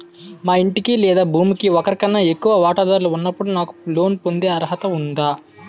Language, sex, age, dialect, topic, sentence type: Telugu, male, 18-24, Utterandhra, banking, question